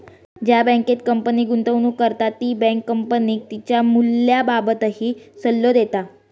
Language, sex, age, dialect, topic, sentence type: Marathi, female, 46-50, Southern Konkan, banking, statement